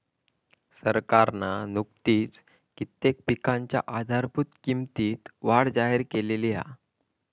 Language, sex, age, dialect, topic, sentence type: Marathi, female, 41-45, Southern Konkan, agriculture, statement